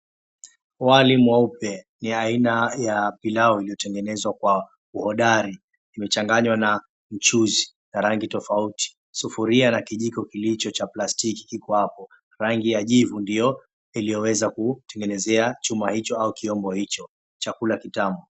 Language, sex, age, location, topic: Swahili, male, 25-35, Mombasa, agriculture